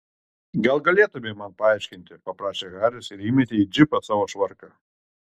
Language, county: Lithuanian, Kaunas